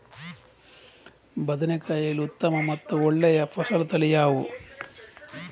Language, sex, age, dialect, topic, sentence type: Kannada, female, 18-24, Coastal/Dakshin, agriculture, question